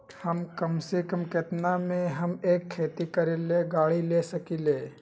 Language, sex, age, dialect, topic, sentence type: Magahi, male, 18-24, Western, agriculture, question